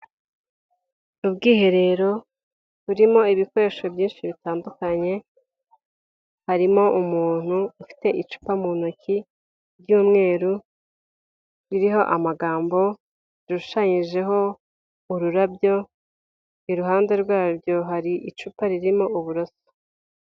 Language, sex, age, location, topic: Kinyarwanda, female, 18-24, Huye, health